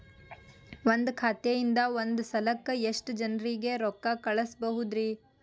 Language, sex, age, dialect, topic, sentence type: Kannada, female, 18-24, Dharwad Kannada, banking, question